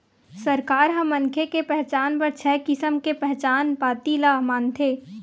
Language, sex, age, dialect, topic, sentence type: Chhattisgarhi, female, 18-24, Western/Budati/Khatahi, banking, statement